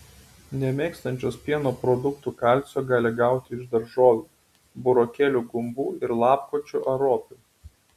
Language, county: Lithuanian, Utena